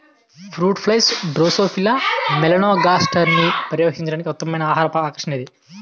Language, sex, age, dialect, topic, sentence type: Telugu, male, 18-24, Utterandhra, agriculture, question